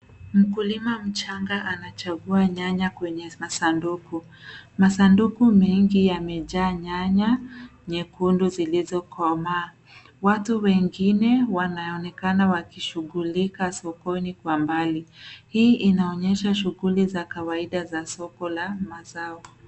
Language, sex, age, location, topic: Swahili, female, 25-35, Nairobi, finance